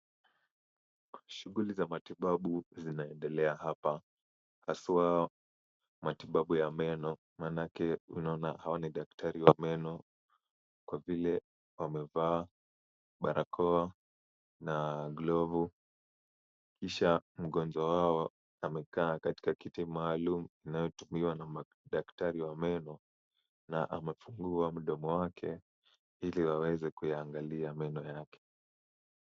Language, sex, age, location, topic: Swahili, male, 18-24, Kisumu, health